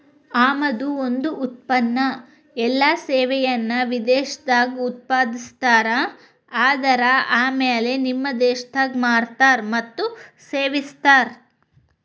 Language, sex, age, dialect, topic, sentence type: Kannada, female, 25-30, Dharwad Kannada, banking, statement